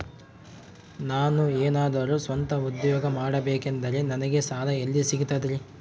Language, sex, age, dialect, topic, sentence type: Kannada, male, 25-30, Central, banking, question